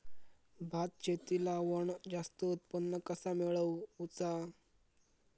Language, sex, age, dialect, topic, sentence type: Marathi, male, 36-40, Southern Konkan, agriculture, question